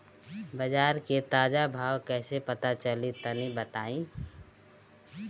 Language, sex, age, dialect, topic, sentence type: Bhojpuri, female, 25-30, Northern, agriculture, question